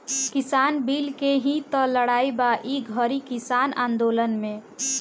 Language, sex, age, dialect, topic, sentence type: Bhojpuri, female, 18-24, Northern, agriculture, statement